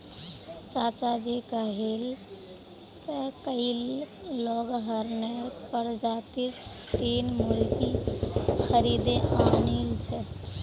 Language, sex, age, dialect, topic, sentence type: Magahi, female, 25-30, Northeastern/Surjapuri, agriculture, statement